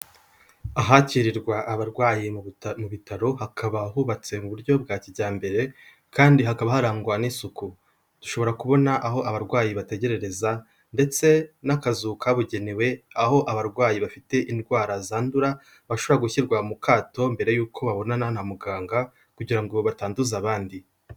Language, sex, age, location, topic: Kinyarwanda, male, 18-24, Kigali, health